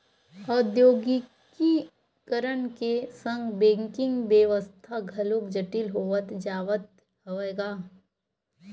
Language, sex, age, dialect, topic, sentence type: Chhattisgarhi, female, 18-24, Western/Budati/Khatahi, banking, statement